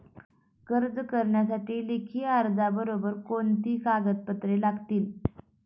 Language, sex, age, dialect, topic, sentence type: Marathi, female, 18-24, Standard Marathi, banking, question